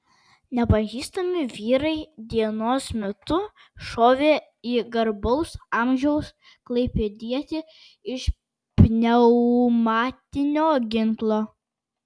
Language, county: Lithuanian, Kaunas